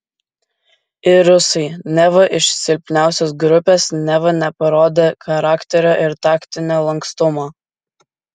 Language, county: Lithuanian, Kaunas